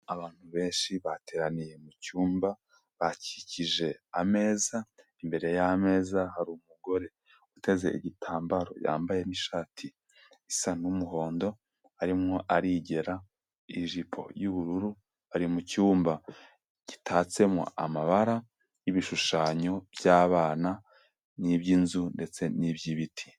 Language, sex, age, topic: Kinyarwanda, male, 25-35, health